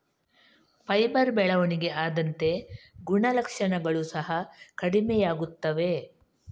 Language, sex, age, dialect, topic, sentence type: Kannada, female, 31-35, Coastal/Dakshin, agriculture, statement